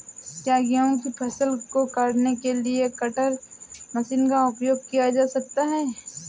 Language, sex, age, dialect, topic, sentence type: Hindi, female, 18-24, Awadhi Bundeli, agriculture, question